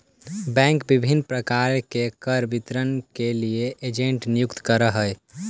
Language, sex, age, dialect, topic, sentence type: Magahi, male, 18-24, Central/Standard, banking, statement